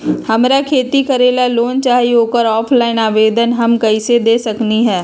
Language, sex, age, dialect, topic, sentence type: Magahi, female, 36-40, Western, banking, question